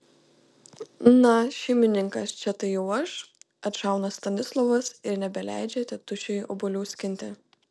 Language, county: Lithuanian, Panevėžys